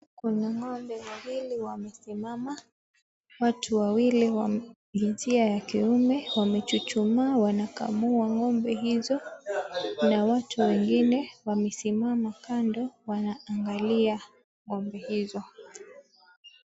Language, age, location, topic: Swahili, 18-24, Mombasa, agriculture